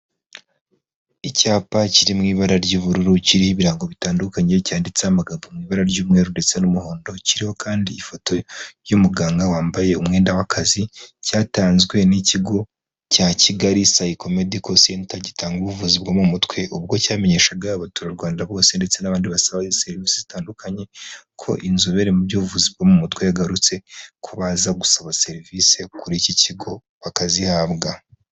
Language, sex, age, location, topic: Kinyarwanda, male, 25-35, Huye, health